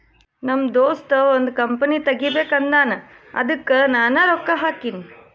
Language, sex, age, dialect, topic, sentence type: Kannada, female, 31-35, Northeastern, banking, statement